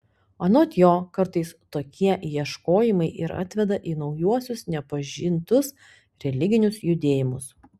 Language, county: Lithuanian, Panevėžys